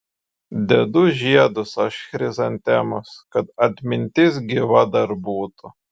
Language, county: Lithuanian, Šiauliai